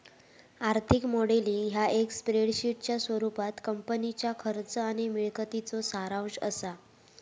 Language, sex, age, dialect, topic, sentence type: Marathi, female, 18-24, Southern Konkan, banking, statement